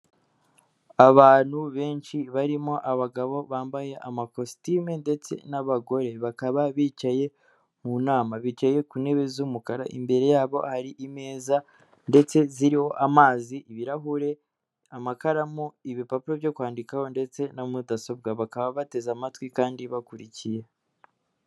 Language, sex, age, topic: Kinyarwanda, female, 18-24, government